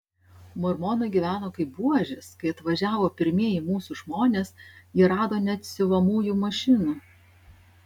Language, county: Lithuanian, Šiauliai